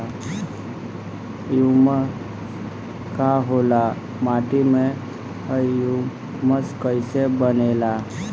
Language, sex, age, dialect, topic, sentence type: Bhojpuri, female, 18-24, Northern, agriculture, question